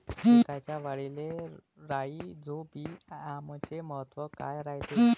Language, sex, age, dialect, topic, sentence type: Marathi, male, 25-30, Varhadi, agriculture, question